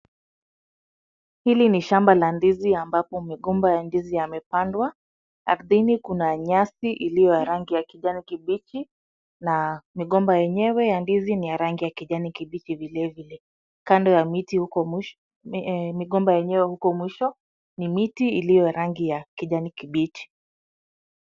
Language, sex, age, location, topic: Swahili, female, 25-35, Kisumu, agriculture